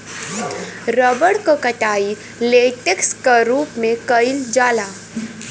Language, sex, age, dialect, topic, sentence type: Bhojpuri, female, 18-24, Western, agriculture, statement